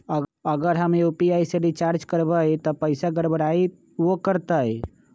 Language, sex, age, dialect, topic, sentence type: Magahi, male, 25-30, Western, banking, question